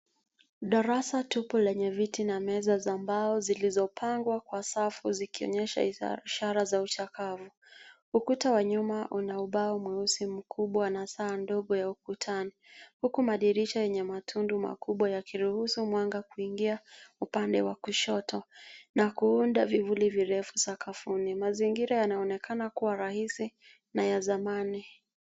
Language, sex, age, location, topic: Swahili, female, 25-35, Nairobi, education